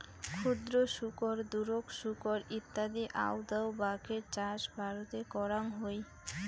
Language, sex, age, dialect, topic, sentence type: Bengali, female, 18-24, Rajbangshi, agriculture, statement